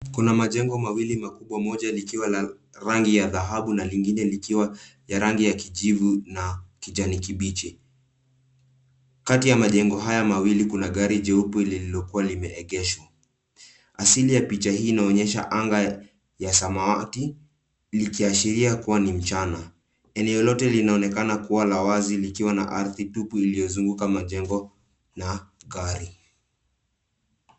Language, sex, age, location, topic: Swahili, male, 18-24, Nairobi, finance